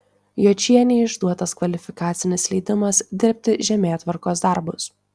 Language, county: Lithuanian, Tauragė